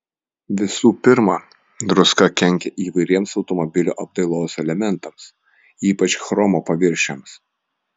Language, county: Lithuanian, Vilnius